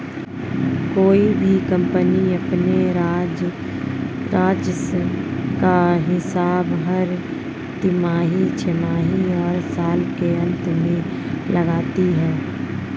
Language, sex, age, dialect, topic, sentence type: Hindi, female, 36-40, Marwari Dhudhari, banking, statement